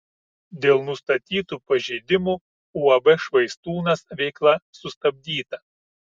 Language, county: Lithuanian, Kaunas